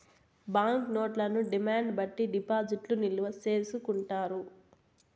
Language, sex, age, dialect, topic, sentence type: Telugu, female, 18-24, Southern, banking, statement